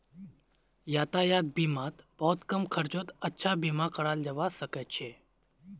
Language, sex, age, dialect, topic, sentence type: Magahi, male, 18-24, Northeastern/Surjapuri, banking, statement